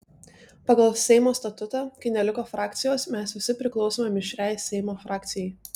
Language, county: Lithuanian, Tauragė